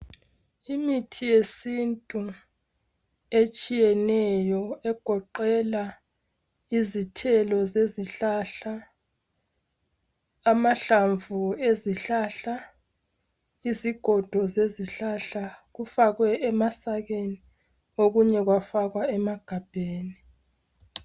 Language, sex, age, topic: North Ndebele, female, 25-35, health